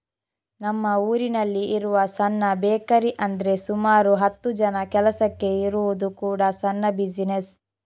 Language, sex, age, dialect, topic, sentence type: Kannada, female, 25-30, Coastal/Dakshin, banking, statement